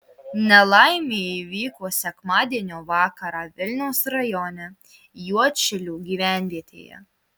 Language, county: Lithuanian, Marijampolė